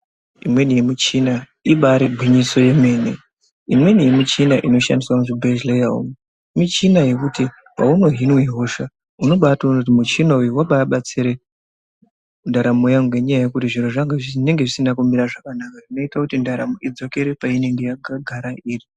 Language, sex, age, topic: Ndau, male, 25-35, health